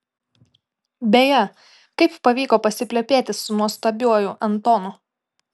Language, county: Lithuanian, Klaipėda